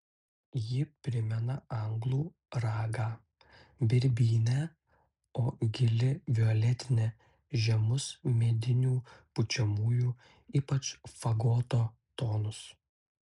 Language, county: Lithuanian, Utena